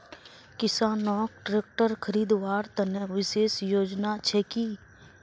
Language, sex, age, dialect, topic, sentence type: Magahi, female, 31-35, Northeastern/Surjapuri, agriculture, statement